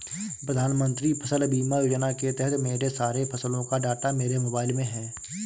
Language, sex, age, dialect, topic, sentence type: Hindi, male, 25-30, Awadhi Bundeli, agriculture, statement